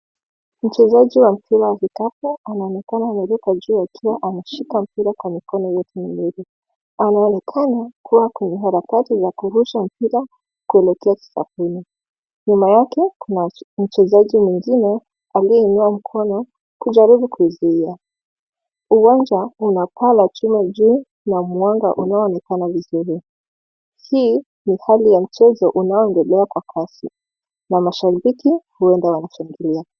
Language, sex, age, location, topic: Swahili, female, 25-35, Mombasa, government